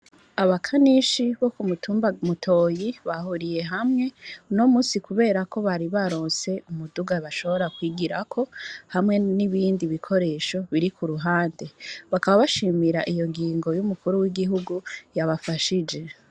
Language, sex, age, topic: Rundi, female, 25-35, education